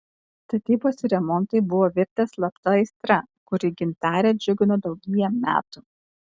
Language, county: Lithuanian, Kaunas